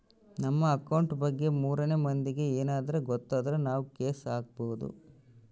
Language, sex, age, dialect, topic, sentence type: Kannada, male, 18-24, Central, banking, statement